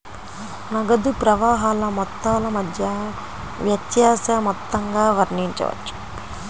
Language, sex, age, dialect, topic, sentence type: Telugu, female, 25-30, Central/Coastal, banking, statement